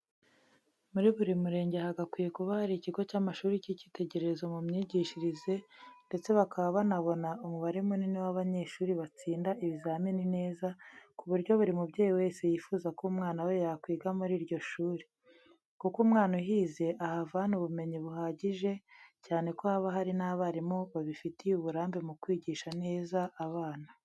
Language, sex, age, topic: Kinyarwanda, female, 36-49, education